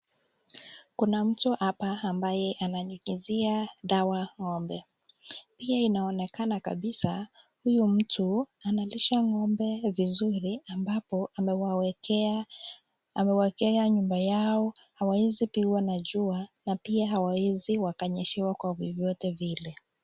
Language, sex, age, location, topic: Swahili, female, 25-35, Nakuru, agriculture